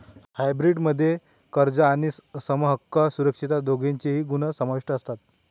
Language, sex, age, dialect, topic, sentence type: Marathi, male, 25-30, Northern Konkan, banking, statement